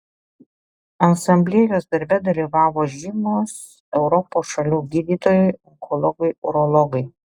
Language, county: Lithuanian, Alytus